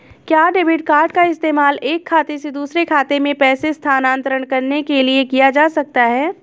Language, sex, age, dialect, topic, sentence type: Hindi, female, 25-30, Awadhi Bundeli, banking, question